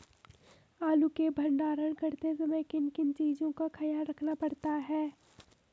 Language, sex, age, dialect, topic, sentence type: Hindi, female, 18-24, Garhwali, agriculture, question